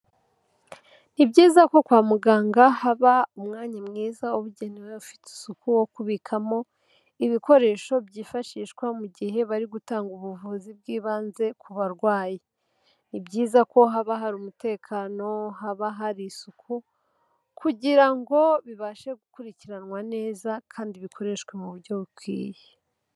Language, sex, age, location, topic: Kinyarwanda, female, 18-24, Kigali, health